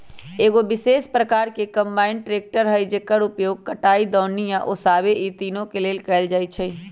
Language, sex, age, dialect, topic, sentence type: Magahi, female, 31-35, Western, agriculture, statement